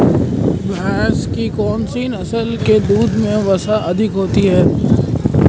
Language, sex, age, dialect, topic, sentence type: Hindi, male, 18-24, Marwari Dhudhari, agriculture, question